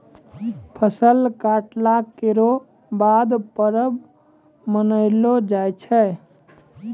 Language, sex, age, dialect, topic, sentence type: Maithili, male, 25-30, Angika, agriculture, statement